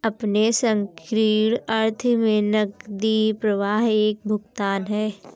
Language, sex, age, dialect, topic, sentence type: Hindi, female, 25-30, Kanauji Braj Bhasha, banking, statement